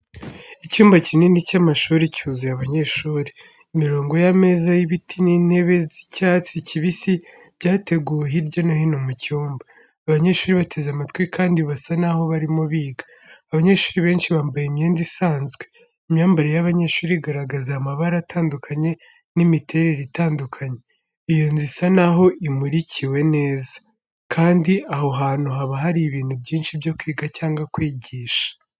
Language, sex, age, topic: Kinyarwanda, female, 36-49, education